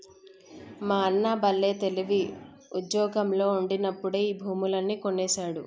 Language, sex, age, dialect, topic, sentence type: Telugu, female, 25-30, Telangana, banking, statement